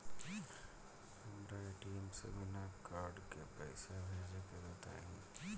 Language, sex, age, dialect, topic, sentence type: Bhojpuri, male, 18-24, Southern / Standard, banking, question